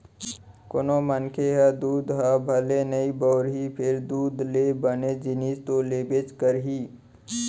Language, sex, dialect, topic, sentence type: Chhattisgarhi, male, Central, agriculture, statement